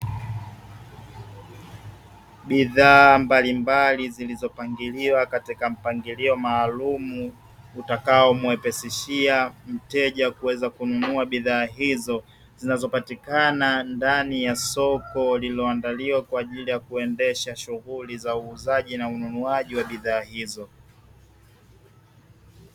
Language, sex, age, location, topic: Swahili, male, 18-24, Dar es Salaam, finance